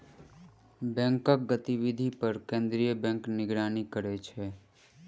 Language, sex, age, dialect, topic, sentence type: Maithili, male, 18-24, Southern/Standard, banking, statement